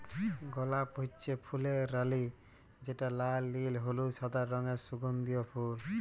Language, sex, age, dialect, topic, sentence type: Bengali, male, 18-24, Jharkhandi, agriculture, statement